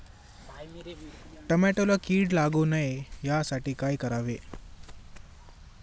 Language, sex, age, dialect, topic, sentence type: Marathi, male, 18-24, Standard Marathi, agriculture, question